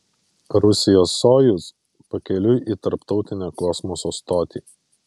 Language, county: Lithuanian, Vilnius